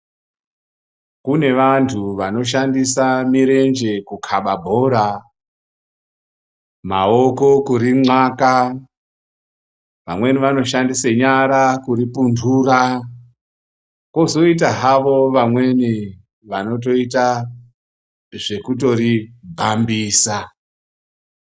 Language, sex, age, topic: Ndau, female, 50+, health